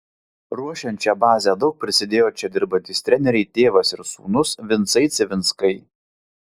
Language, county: Lithuanian, Vilnius